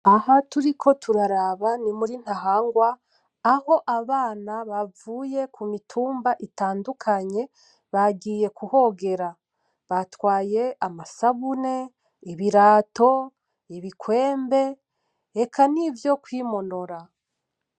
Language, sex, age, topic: Rundi, female, 25-35, agriculture